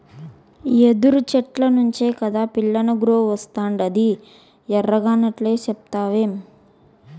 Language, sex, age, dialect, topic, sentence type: Telugu, female, 25-30, Southern, agriculture, statement